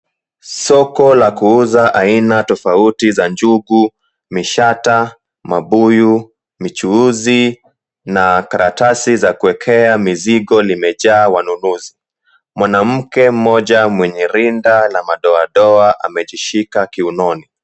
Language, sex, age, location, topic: Swahili, male, 18-24, Mombasa, agriculture